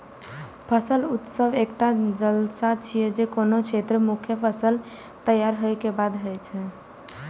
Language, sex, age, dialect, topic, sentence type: Maithili, female, 18-24, Eastern / Thethi, agriculture, statement